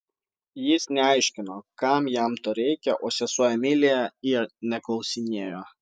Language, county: Lithuanian, Vilnius